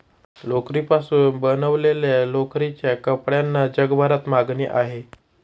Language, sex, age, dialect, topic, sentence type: Marathi, male, 18-24, Standard Marathi, agriculture, statement